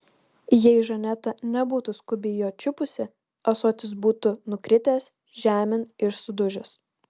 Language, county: Lithuanian, Kaunas